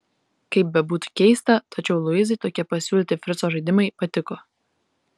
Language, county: Lithuanian, Vilnius